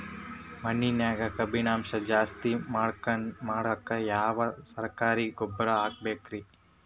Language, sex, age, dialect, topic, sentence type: Kannada, male, 18-24, Dharwad Kannada, agriculture, question